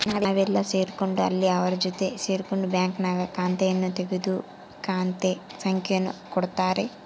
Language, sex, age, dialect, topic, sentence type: Kannada, female, 18-24, Central, banking, statement